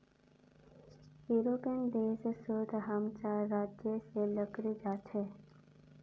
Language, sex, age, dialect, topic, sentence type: Magahi, female, 18-24, Northeastern/Surjapuri, agriculture, statement